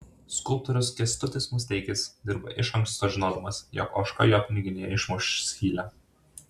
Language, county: Lithuanian, Alytus